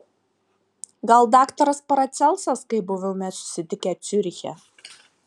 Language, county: Lithuanian, Marijampolė